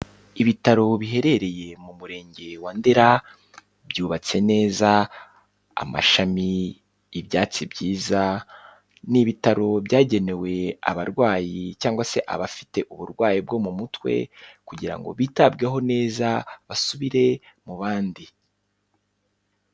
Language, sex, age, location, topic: Kinyarwanda, male, 18-24, Kigali, health